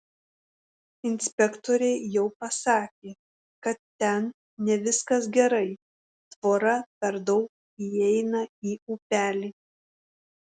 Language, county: Lithuanian, Šiauliai